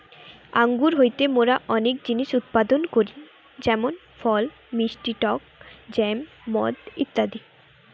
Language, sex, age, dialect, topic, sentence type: Bengali, female, 18-24, Western, agriculture, statement